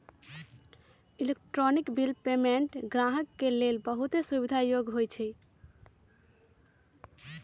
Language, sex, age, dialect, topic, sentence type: Magahi, female, 36-40, Western, banking, statement